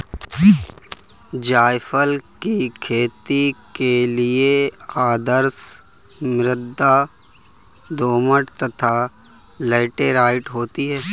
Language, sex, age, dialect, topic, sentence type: Hindi, male, 18-24, Kanauji Braj Bhasha, agriculture, statement